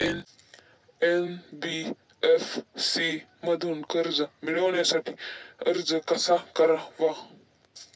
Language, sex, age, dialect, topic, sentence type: Marathi, male, 18-24, Standard Marathi, banking, question